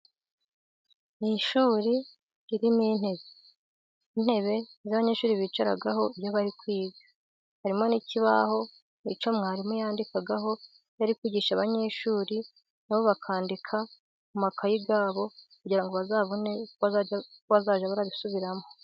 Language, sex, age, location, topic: Kinyarwanda, female, 18-24, Gakenke, education